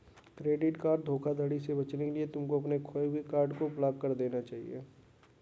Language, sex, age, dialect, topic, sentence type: Hindi, male, 60-100, Kanauji Braj Bhasha, banking, statement